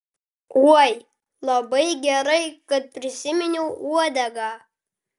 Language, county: Lithuanian, Klaipėda